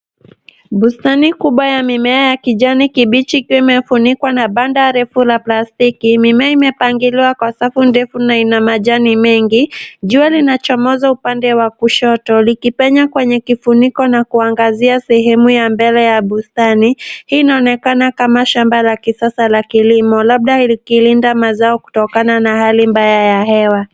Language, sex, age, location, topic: Swahili, female, 18-24, Nairobi, agriculture